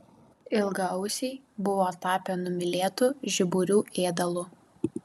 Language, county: Lithuanian, Kaunas